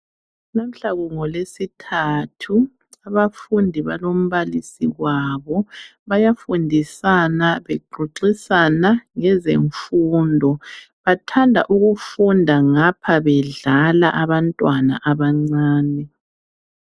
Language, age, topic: North Ndebele, 36-49, health